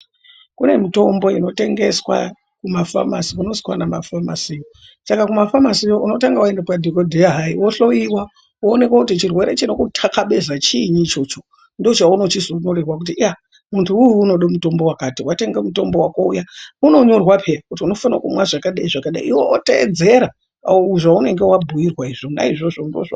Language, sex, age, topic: Ndau, female, 36-49, health